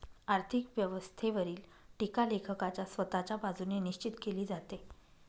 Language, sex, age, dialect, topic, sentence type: Marathi, female, 25-30, Northern Konkan, banking, statement